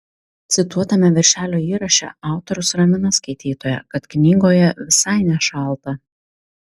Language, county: Lithuanian, Tauragė